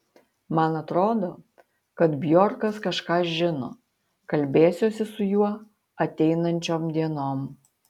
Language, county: Lithuanian, Utena